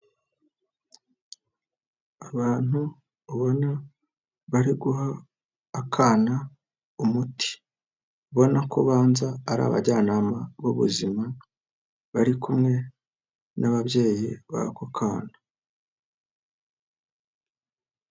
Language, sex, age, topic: Kinyarwanda, female, 50+, health